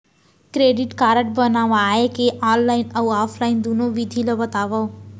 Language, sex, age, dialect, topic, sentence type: Chhattisgarhi, female, 31-35, Central, banking, question